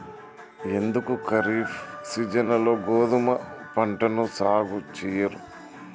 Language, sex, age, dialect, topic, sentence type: Telugu, male, 31-35, Telangana, agriculture, question